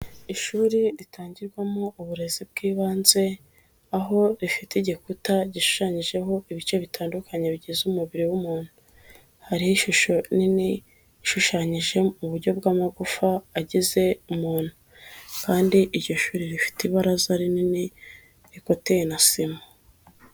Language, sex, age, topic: Kinyarwanda, female, 25-35, education